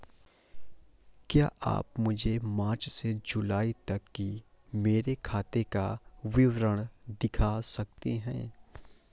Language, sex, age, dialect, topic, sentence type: Hindi, male, 18-24, Awadhi Bundeli, banking, question